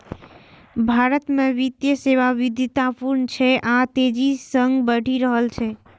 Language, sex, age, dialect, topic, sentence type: Maithili, female, 41-45, Eastern / Thethi, banking, statement